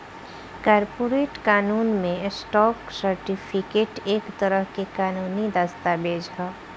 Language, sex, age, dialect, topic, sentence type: Bhojpuri, female, 25-30, Southern / Standard, banking, statement